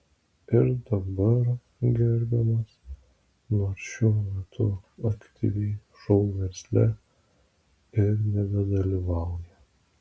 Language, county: Lithuanian, Vilnius